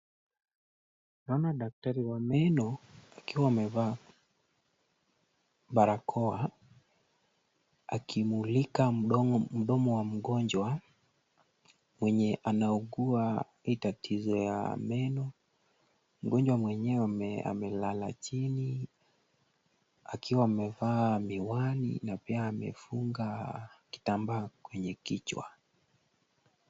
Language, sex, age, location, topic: Swahili, male, 25-35, Kisumu, health